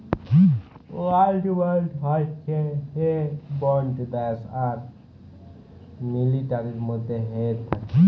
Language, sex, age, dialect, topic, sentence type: Bengali, male, 18-24, Jharkhandi, banking, statement